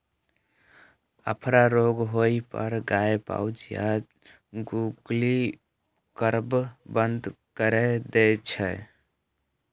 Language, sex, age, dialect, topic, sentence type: Maithili, male, 18-24, Eastern / Thethi, agriculture, statement